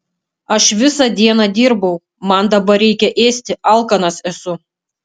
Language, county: Lithuanian, Kaunas